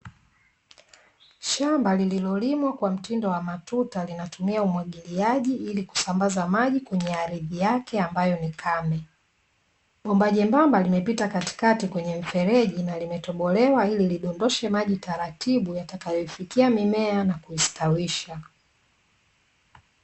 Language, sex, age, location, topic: Swahili, female, 25-35, Dar es Salaam, agriculture